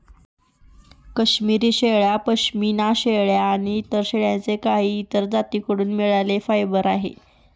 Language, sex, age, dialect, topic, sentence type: Marathi, female, 18-24, Northern Konkan, agriculture, statement